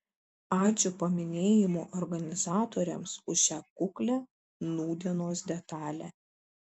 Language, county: Lithuanian, Šiauliai